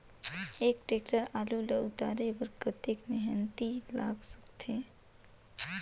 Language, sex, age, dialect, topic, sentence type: Chhattisgarhi, female, 18-24, Northern/Bhandar, agriculture, question